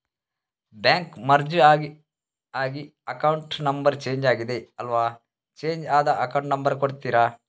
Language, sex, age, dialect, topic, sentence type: Kannada, male, 36-40, Coastal/Dakshin, banking, question